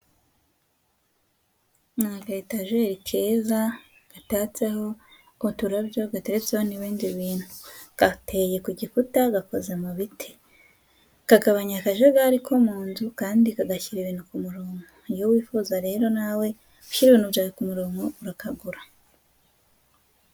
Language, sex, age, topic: Kinyarwanda, female, 18-24, finance